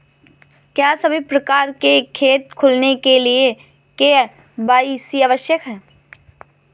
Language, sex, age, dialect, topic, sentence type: Hindi, female, 25-30, Awadhi Bundeli, banking, question